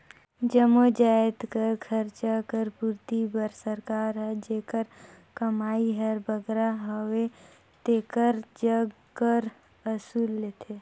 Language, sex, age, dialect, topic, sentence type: Chhattisgarhi, female, 56-60, Northern/Bhandar, banking, statement